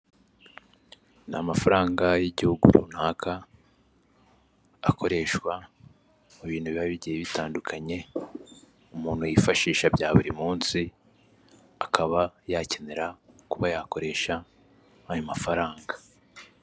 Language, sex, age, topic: Kinyarwanda, male, 18-24, finance